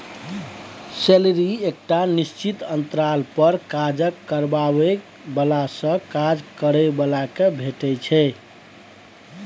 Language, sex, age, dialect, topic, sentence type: Maithili, male, 31-35, Bajjika, banking, statement